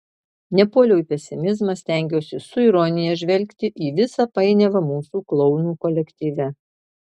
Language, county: Lithuanian, Marijampolė